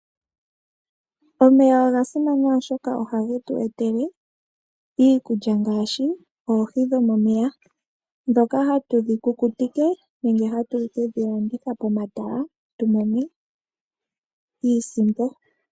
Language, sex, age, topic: Oshiwambo, female, 18-24, agriculture